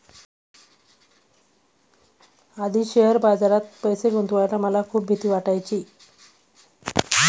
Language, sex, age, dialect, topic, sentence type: Marathi, female, 31-35, Standard Marathi, banking, statement